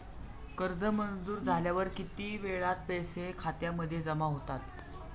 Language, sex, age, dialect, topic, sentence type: Marathi, male, 18-24, Standard Marathi, banking, question